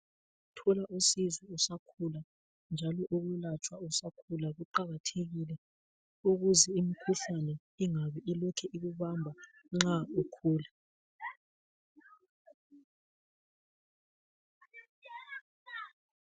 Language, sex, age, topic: North Ndebele, female, 36-49, health